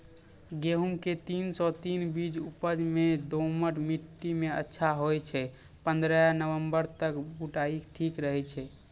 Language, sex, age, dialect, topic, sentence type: Maithili, male, 18-24, Angika, agriculture, question